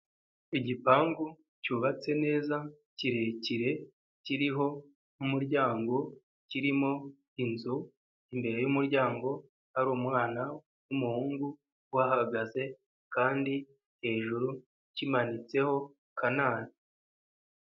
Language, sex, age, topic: Kinyarwanda, male, 25-35, finance